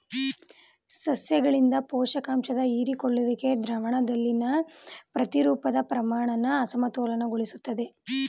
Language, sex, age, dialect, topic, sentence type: Kannada, female, 18-24, Mysore Kannada, agriculture, statement